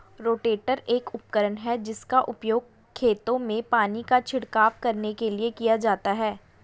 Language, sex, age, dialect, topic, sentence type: Hindi, female, 25-30, Hindustani Malvi Khadi Boli, agriculture, statement